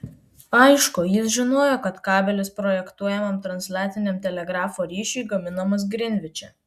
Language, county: Lithuanian, Vilnius